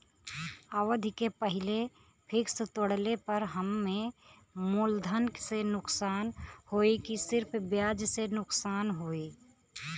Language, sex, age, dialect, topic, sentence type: Bhojpuri, female, 31-35, Western, banking, question